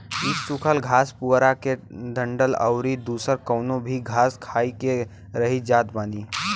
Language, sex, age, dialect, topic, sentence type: Bhojpuri, female, 36-40, Western, agriculture, statement